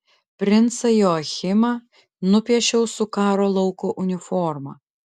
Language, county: Lithuanian, Klaipėda